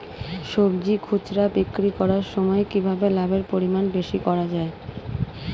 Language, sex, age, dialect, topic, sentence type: Bengali, female, 36-40, Standard Colloquial, agriculture, question